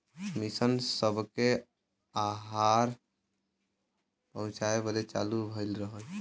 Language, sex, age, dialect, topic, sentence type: Bhojpuri, male, <18, Western, agriculture, statement